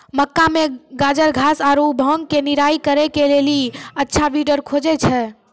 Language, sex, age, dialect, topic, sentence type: Maithili, female, 46-50, Angika, agriculture, question